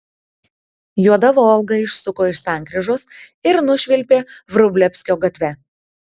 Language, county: Lithuanian, Tauragė